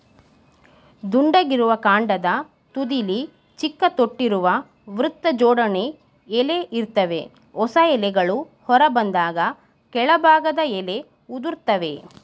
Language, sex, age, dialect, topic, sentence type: Kannada, female, 31-35, Mysore Kannada, agriculture, statement